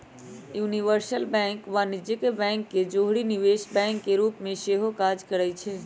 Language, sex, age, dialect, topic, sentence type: Magahi, female, 25-30, Western, banking, statement